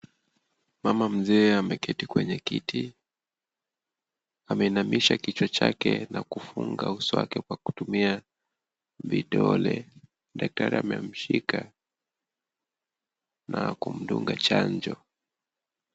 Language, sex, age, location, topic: Swahili, male, 25-35, Kisii, health